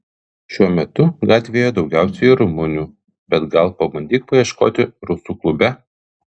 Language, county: Lithuanian, Kaunas